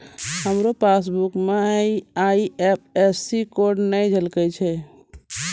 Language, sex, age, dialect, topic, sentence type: Maithili, female, 36-40, Angika, banking, statement